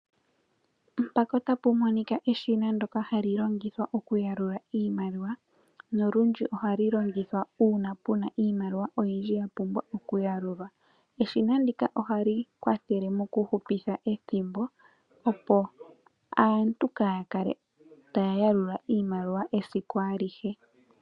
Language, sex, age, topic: Oshiwambo, female, 18-24, finance